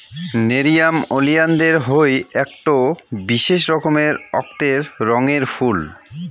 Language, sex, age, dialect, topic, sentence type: Bengali, male, 25-30, Rajbangshi, agriculture, statement